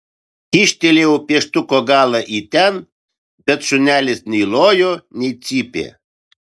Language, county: Lithuanian, Vilnius